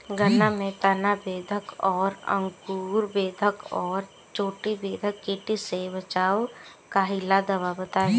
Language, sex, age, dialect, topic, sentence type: Bhojpuri, female, 18-24, Southern / Standard, agriculture, question